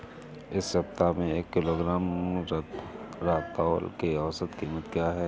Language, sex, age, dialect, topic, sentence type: Hindi, male, 31-35, Awadhi Bundeli, agriculture, question